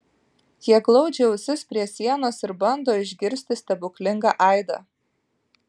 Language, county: Lithuanian, Vilnius